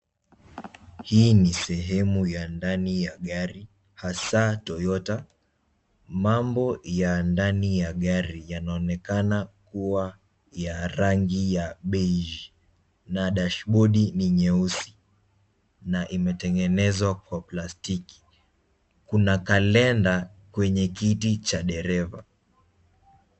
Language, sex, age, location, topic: Swahili, male, 18-24, Nairobi, finance